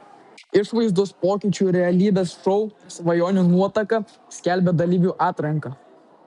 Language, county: Lithuanian, Vilnius